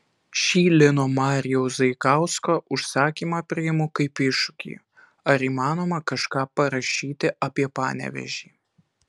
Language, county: Lithuanian, Alytus